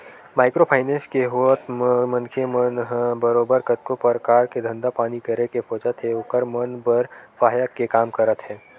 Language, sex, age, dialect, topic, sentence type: Chhattisgarhi, male, 18-24, Western/Budati/Khatahi, banking, statement